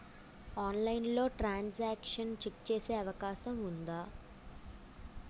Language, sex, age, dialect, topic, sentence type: Telugu, female, 18-24, Utterandhra, banking, question